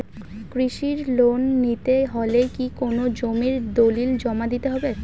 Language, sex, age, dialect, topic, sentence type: Bengali, female, <18, Rajbangshi, agriculture, question